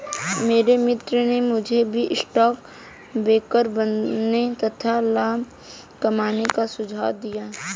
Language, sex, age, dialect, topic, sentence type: Hindi, female, 18-24, Hindustani Malvi Khadi Boli, banking, statement